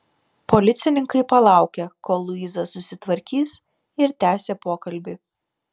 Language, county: Lithuanian, Šiauliai